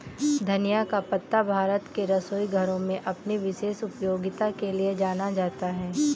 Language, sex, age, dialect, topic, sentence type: Hindi, female, 18-24, Kanauji Braj Bhasha, agriculture, statement